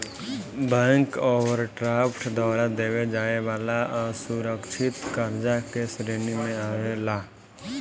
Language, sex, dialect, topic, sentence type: Bhojpuri, male, Southern / Standard, banking, statement